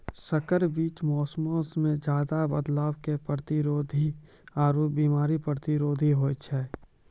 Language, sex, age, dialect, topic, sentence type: Maithili, male, 18-24, Angika, agriculture, statement